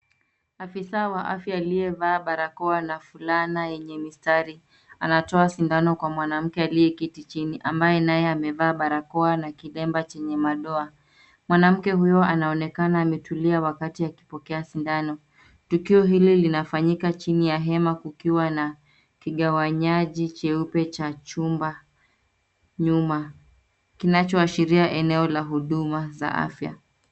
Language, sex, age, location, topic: Swahili, female, 25-35, Nairobi, health